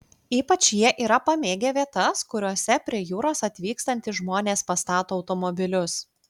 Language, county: Lithuanian, Klaipėda